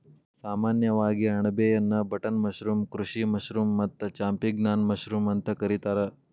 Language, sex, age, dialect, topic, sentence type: Kannada, male, 18-24, Dharwad Kannada, agriculture, statement